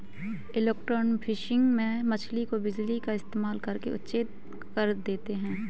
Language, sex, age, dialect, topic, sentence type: Hindi, female, 25-30, Hindustani Malvi Khadi Boli, agriculture, statement